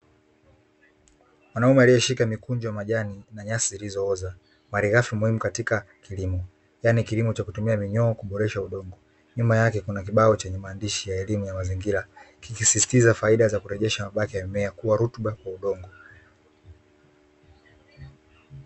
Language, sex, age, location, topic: Swahili, male, 25-35, Dar es Salaam, agriculture